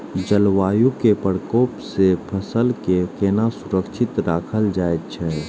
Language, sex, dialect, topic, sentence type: Maithili, male, Eastern / Thethi, agriculture, question